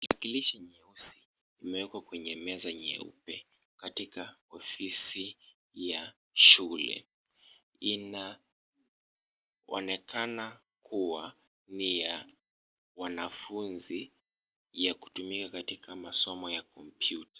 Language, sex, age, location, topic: Swahili, male, 25-35, Kisumu, education